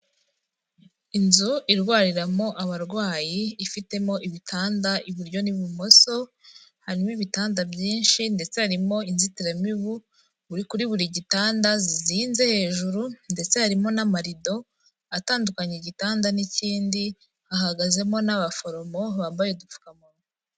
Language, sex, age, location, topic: Kinyarwanda, female, 18-24, Kigali, health